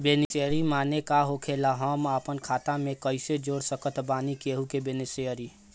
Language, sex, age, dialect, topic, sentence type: Bhojpuri, male, 18-24, Southern / Standard, banking, question